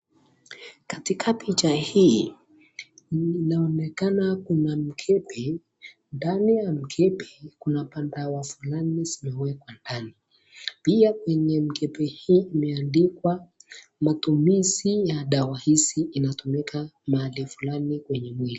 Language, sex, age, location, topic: Swahili, male, 18-24, Nakuru, health